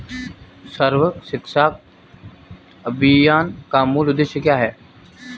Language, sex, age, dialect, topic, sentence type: Hindi, male, 25-30, Marwari Dhudhari, banking, question